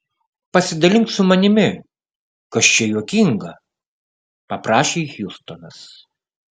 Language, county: Lithuanian, Kaunas